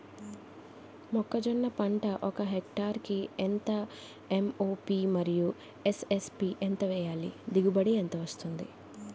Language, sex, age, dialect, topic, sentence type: Telugu, female, 25-30, Utterandhra, agriculture, question